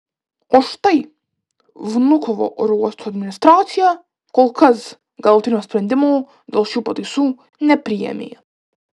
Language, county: Lithuanian, Klaipėda